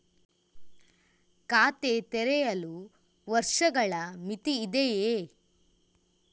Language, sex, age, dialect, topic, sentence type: Kannada, female, 31-35, Coastal/Dakshin, banking, question